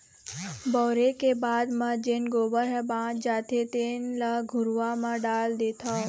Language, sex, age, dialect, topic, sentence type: Chhattisgarhi, female, 25-30, Eastern, agriculture, statement